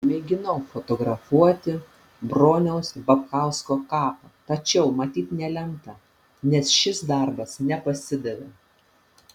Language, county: Lithuanian, Panevėžys